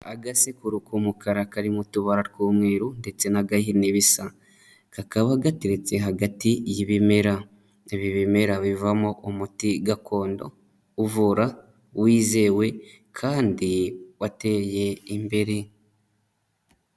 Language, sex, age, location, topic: Kinyarwanda, male, 25-35, Huye, health